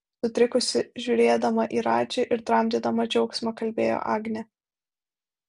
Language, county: Lithuanian, Vilnius